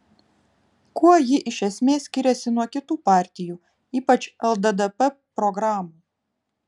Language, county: Lithuanian, Vilnius